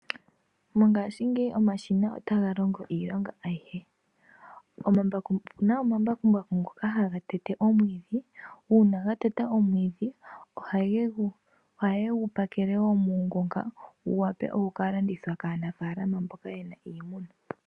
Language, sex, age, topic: Oshiwambo, female, 25-35, agriculture